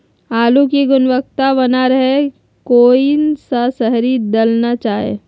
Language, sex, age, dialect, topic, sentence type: Magahi, female, 25-30, Southern, agriculture, question